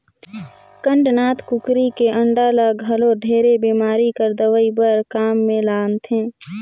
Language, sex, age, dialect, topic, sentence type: Chhattisgarhi, female, 18-24, Northern/Bhandar, agriculture, statement